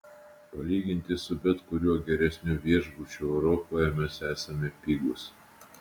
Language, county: Lithuanian, Utena